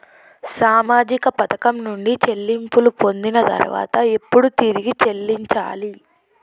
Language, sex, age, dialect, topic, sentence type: Telugu, female, 18-24, Telangana, banking, question